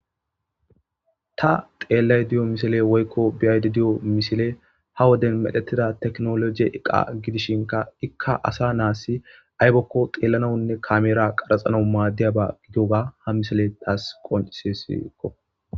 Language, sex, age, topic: Gamo, male, 18-24, government